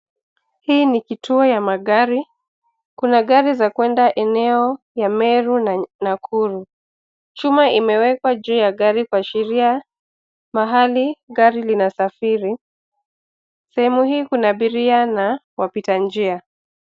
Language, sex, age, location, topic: Swahili, female, 25-35, Nairobi, government